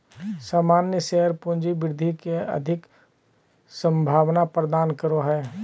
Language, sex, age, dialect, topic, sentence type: Magahi, male, 31-35, Southern, banking, statement